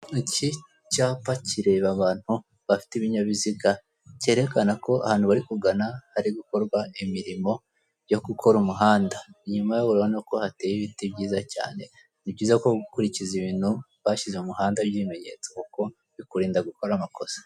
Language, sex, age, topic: Kinyarwanda, female, 18-24, government